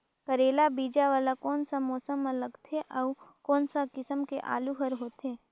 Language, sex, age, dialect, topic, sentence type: Chhattisgarhi, female, 18-24, Northern/Bhandar, agriculture, question